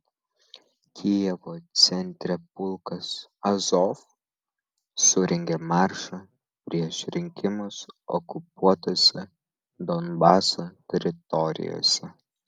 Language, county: Lithuanian, Vilnius